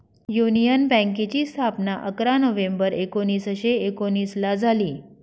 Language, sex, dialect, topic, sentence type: Marathi, female, Northern Konkan, banking, statement